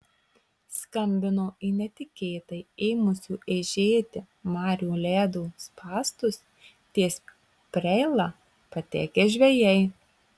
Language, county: Lithuanian, Marijampolė